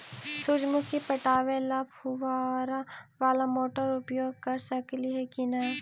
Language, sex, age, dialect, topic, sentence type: Magahi, female, 18-24, Central/Standard, agriculture, question